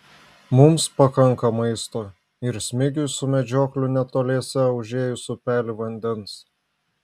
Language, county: Lithuanian, Vilnius